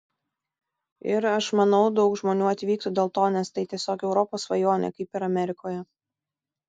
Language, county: Lithuanian, Tauragė